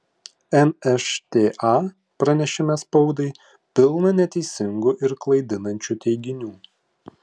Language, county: Lithuanian, Klaipėda